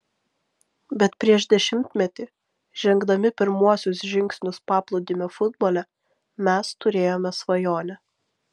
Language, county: Lithuanian, Vilnius